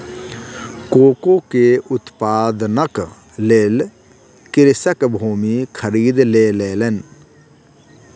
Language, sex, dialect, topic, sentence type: Maithili, male, Southern/Standard, agriculture, statement